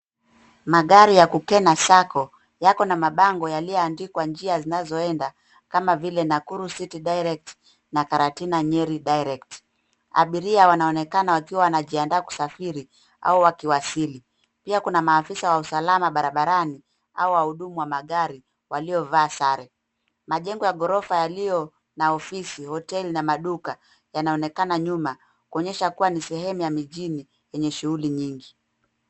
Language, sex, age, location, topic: Swahili, female, 36-49, Nairobi, government